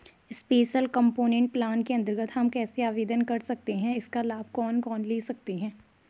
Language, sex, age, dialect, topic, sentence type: Hindi, female, 18-24, Garhwali, banking, question